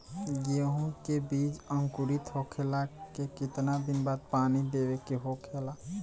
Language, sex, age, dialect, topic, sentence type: Bhojpuri, male, 18-24, Western, agriculture, question